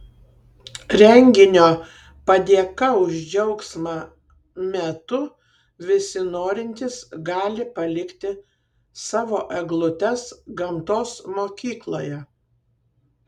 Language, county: Lithuanian, Kaunas